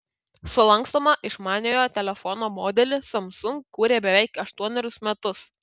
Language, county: Lithuanian, Kaunas